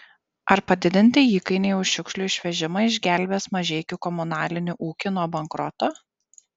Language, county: Lithuanian, Šiauliai